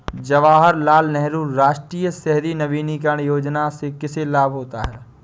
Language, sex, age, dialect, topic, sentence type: Hindi, male, 25-30, Awadhi Bundeli, banking, statement